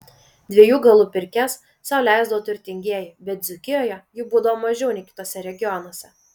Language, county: Lithuanian, Vilnius